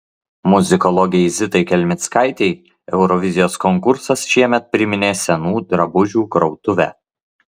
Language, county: Lithuanian, Klaipėda